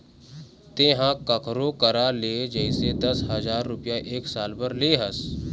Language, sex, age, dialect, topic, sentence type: Chhattisgarhi, male, 18-24, Eastern, banking, statement